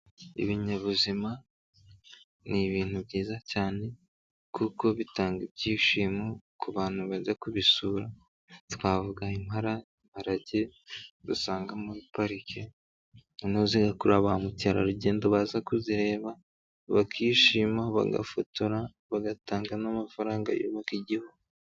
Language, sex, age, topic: Kinyarwanda, male, 18-24, agriculture